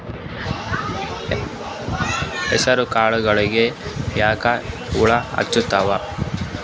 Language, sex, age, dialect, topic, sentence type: Kannada, male, 18-24, Northeastern, agriculture, question